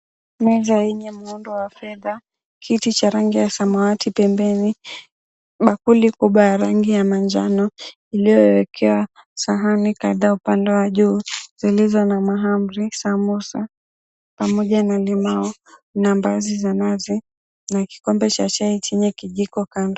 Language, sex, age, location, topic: Swahili, female, 18-24, Mombasa, agriculture